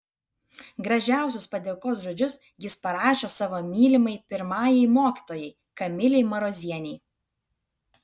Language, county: Lithuanian, Vilnius